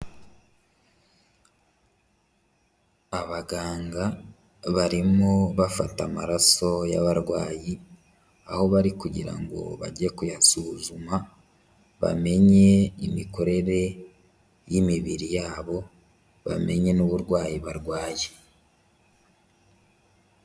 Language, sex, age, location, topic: Kinyarwanda, male, 25-35, Huye, health